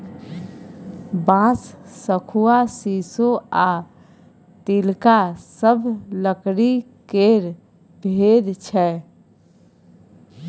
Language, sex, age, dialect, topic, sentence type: Maithili, female, 31-35, Bajjika, agriculture, statement